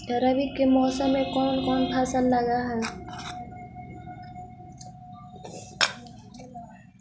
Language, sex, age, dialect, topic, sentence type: Magahi, female, 56-60, Central/Standard, agriculture, question